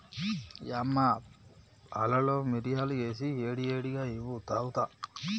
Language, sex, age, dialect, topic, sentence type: Telugu, male, 18-24, Telangana, agriculture, statement